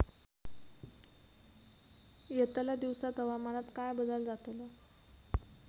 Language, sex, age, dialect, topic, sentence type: Marathi, female, 18-24, Southern Konkan, agriculture, question